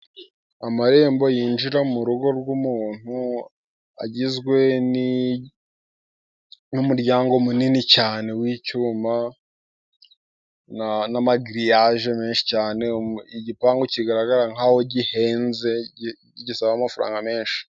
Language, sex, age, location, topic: Kinyarwanda, male, 18-24, Musanze, finance